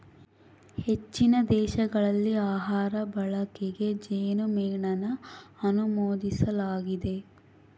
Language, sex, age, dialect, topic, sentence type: Kannada, female, 18-24, Central, agriculture, statement